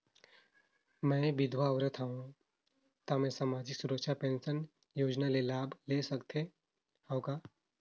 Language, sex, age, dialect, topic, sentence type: Chhattisgarhi, male, 18-24, Northern/Bhandar, banking, question